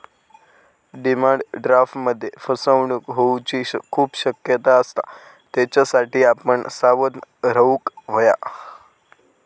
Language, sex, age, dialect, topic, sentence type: Marathi, male, 18-24, Southern Konkan, banking, statement